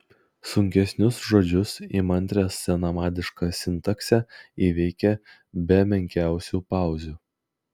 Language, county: Lithuanian, Klaipėda